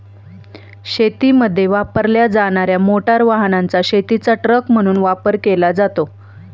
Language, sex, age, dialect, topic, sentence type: Marathi, female, 31-35, Standard Marathi, agriculture, statement